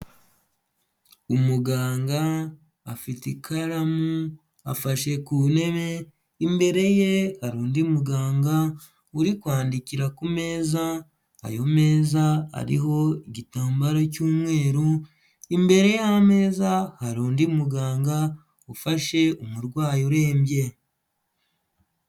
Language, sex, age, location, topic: Kinyarwanda, male, 25-35, Huye, health